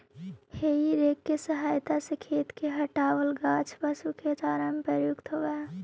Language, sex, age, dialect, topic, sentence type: Magahi, female, 18-24, Central/Standard, banking, statement